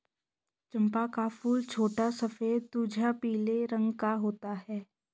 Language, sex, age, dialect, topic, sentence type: Hindi, male, 18-24, Hindustani Malvi Khadi Boli, agriculture, statement